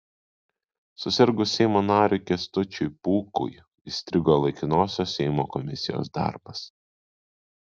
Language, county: Lithuanian, Kaunas